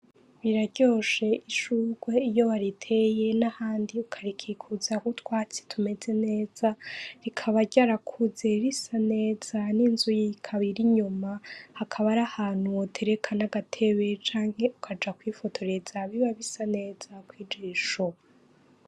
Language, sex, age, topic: Rundi, female, 25-35, education